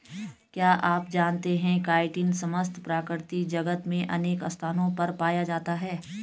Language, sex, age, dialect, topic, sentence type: Hindi, female, 36-40, Garhwali, agriculture, statement